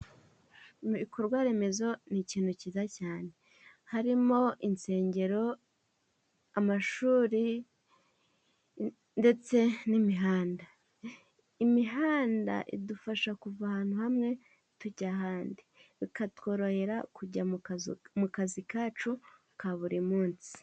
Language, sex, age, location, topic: Kinyarwanda, female, 18-24, Musanze, government